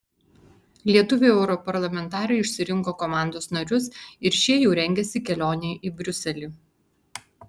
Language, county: Lithuanian, Vilnius